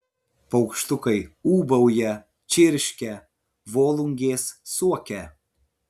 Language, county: Lithuanian, Vilnius